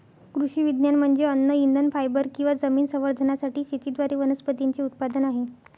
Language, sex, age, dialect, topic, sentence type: Marathi, female, 60-100, Northern Konkan, agriculture, statement